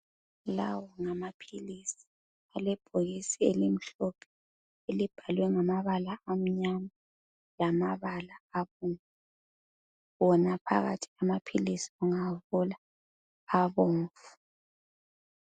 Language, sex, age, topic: North Ndebele, male, 25-35, health